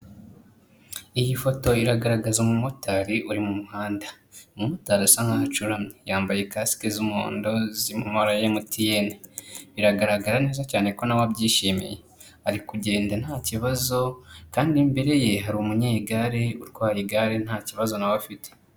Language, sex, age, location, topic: Kinyarwanda, male, 25-35, Kigali, government